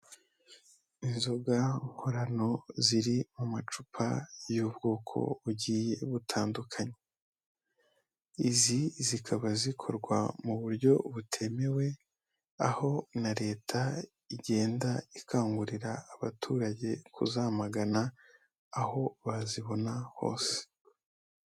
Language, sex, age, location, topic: Kinyarwanda, male, 18-24, Kigali, health